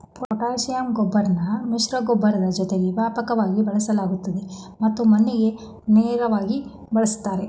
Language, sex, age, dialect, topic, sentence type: Kannada, male, 46-50, Mysore Kannada, agriculture, statement